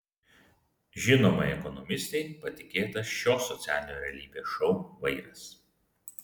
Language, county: Lithuanian, Vilnius